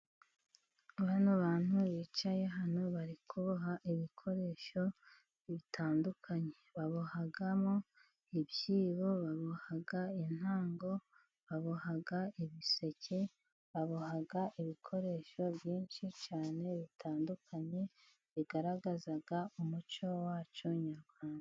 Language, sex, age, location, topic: Kinyarwanda, female, 36-49, Musanze, government